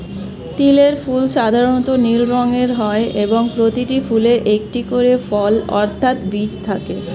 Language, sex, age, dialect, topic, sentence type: Bengali, female, 25-30, Standard Colloquial, agriculture, statement